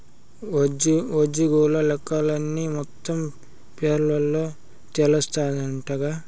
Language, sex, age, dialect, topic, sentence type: Telugu, male, 56-60, Southern, banking, statement